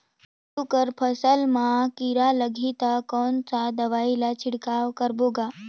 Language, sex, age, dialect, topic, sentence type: Chhattisgarhi, female, 18-24, Northern/Bhandar, agriculture, question